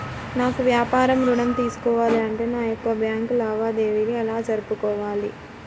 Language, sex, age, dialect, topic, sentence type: Telugu, female, 51-55, Central/Coastal, banking, question